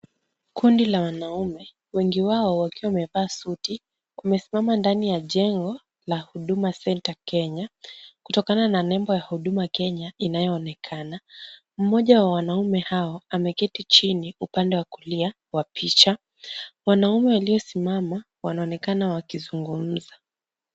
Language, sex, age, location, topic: Swahili, female, 18-24, Kisumu, government